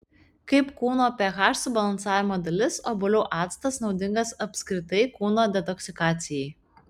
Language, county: Lithuanian, Kaunas